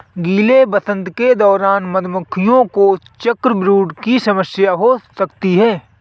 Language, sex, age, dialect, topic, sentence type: Hindi, male, 25-30, Awadhi Bundeli, agriculture, statement